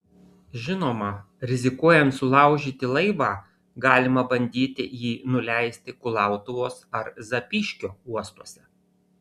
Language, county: Lithuanian, Kaunas